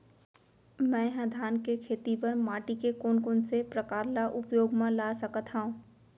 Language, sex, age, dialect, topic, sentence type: Chhattisgarhi, female, 18-24, Central, agriculture, question